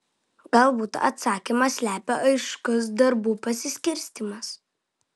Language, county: Lithuanian, Vilnius